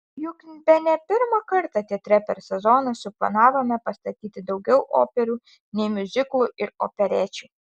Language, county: Lithuanian, Alytus